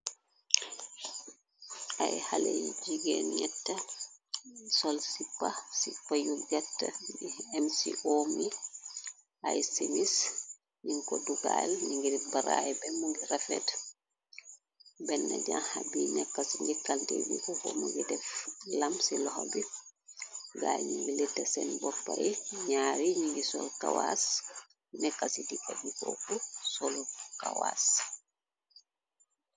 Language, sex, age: Wolof, female, 25-35